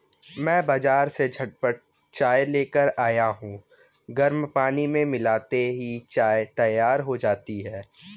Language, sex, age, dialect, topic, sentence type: Hindi, male, 18-24, Kanauji Braj Bhasha, agriculture, statement